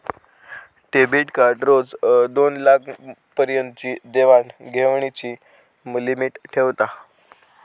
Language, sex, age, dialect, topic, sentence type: Marathi, male, 18-24, Southern Konkan, banking, statement